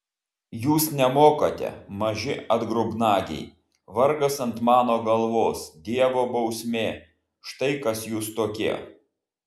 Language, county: Lithuanian, Vilnius